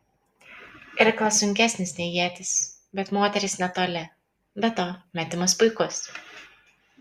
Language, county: Lithuanian, Kaunas